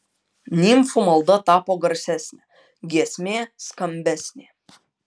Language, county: Lithuanian, Utena